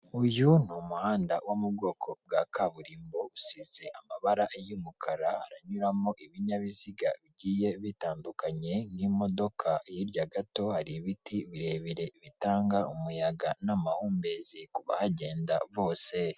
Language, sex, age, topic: Kinyarwanda, female, 36-49, government